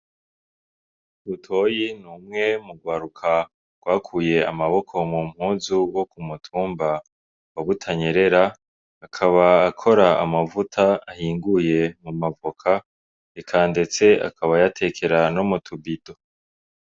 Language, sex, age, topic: Rundi, male, 18-24, agriculture